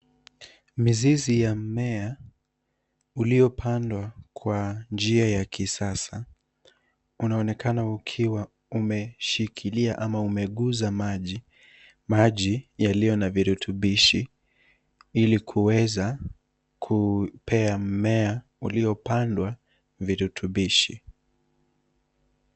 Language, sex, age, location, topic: Swahili, male, 25-35, Nairobi, agriculture